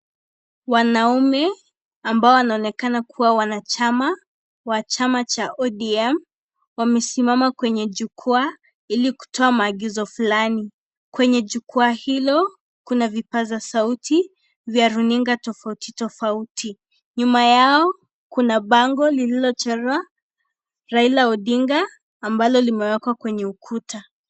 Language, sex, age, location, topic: Swahili, female, 18-24, Kisii, government